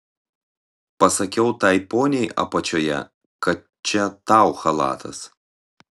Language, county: Lithuanian, Telšiai